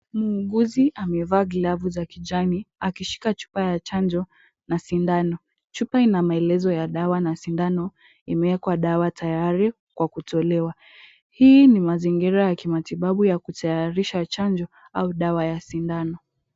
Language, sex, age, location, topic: Swahili, female, 18-24, Kisumu, health